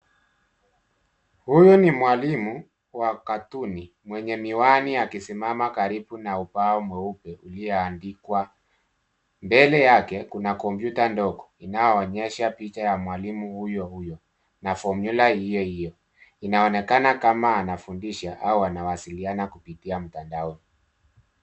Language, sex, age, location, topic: Swahili, male, 36-49, Nairobi, education